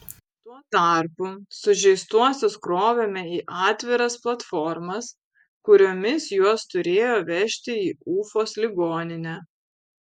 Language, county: Lithuanian, Vilnius